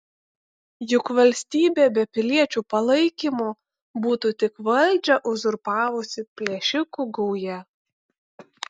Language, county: Lithuanian, Kaunas